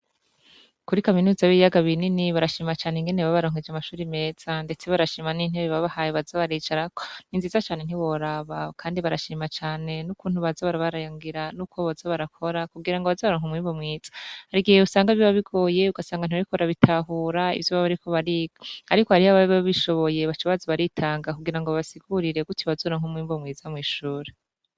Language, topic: Rundi, education